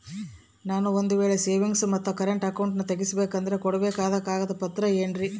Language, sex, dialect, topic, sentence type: Kannada, female, Central, banking, question